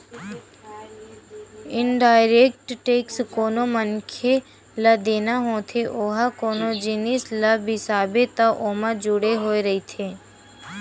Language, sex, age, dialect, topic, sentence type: Chhattisgarhi, female, 18-24, Western/Budati/Khatahi, banking, statement